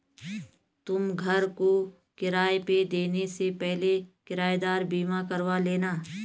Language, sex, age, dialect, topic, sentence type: Hindi, female, 36-40, Garhwali, banking, statement